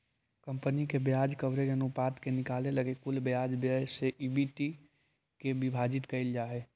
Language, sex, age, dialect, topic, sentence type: Magahi, male, 18-24, Central/Standard, banking, statement